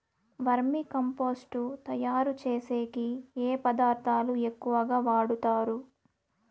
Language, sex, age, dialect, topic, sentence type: Telugu, female, 18-24, Southern, agriculture, question